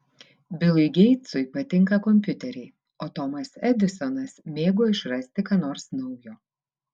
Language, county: Lithuanian, Vilnius